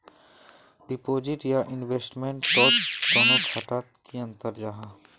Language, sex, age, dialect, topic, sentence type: Magahi, male, 18-24, Northeastern/Surjapuri, banking, question